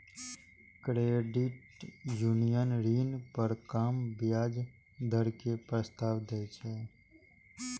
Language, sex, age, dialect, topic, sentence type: Maithili, male, 18-24, Eastern / Thethi, banking, statement